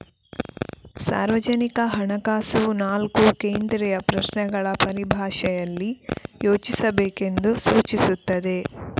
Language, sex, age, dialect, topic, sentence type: Kannada, female, 18-24, Coastal/Dakshin, banking, statement